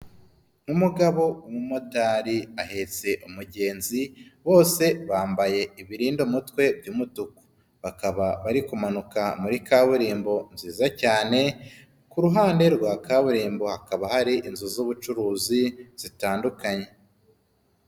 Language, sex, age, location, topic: Kinyarwanda, male, 25-35, Nyagatare, finance